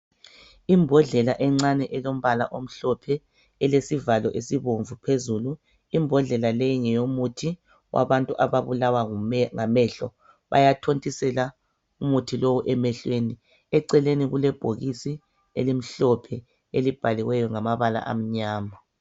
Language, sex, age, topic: North Ndebele, female, 36-49, health